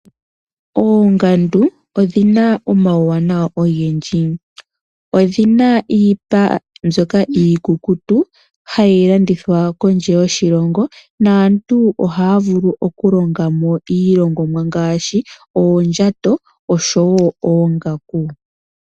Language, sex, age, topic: Oshiwambo, female, 18-24, agriculture